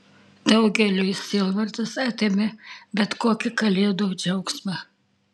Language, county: Lithuanian, Tauragė